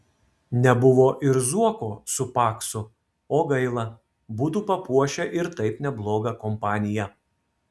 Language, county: Lithuanian, Kaunas